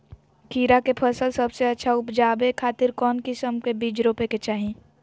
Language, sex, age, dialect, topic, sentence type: Magahi, female, 18-24, Southern, agriculture, question